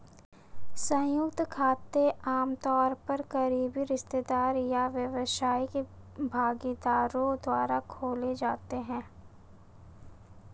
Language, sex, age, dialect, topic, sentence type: Hindi, female, 25-30, Marwari Dhudhari, banking, statement